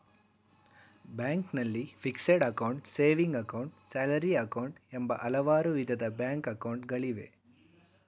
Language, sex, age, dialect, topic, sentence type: Kannada, male, 46-50, Mysore Kannada, banking, statement